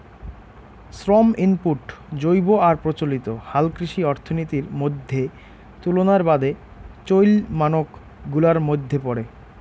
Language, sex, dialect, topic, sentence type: Bengali, male, Rajbangshi, agriculture, statement